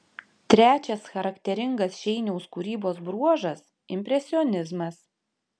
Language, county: Lithuanian, Panevėžys